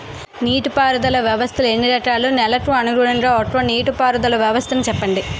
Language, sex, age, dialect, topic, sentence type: Telugu, female, 18-24, Utterandhra, agriculture, question